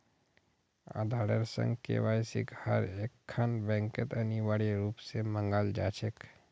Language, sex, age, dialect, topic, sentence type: Magahi, male, 36-40, Northeastern/Surjapuri, banking, statement